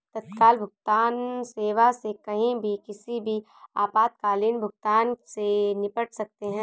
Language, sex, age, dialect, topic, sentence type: Hindi, male, 25-30, Awadhi Bundeli, banking, statement